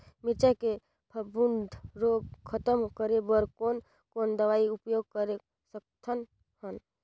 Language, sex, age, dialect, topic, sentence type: Chhattisgarhi, female, 25-30, Northern/Bhandar, agriculture, question